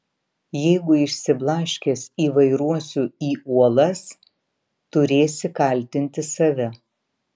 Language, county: Lithuanian, Vilnius